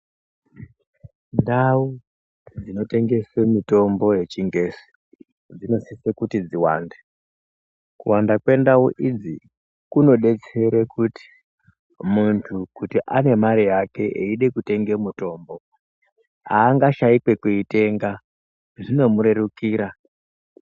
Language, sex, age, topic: Ndau, male, 36-49, health